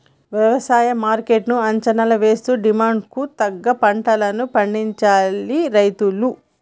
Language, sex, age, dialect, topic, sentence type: Telugu, female, 31-35, Telangana, agriculture, statement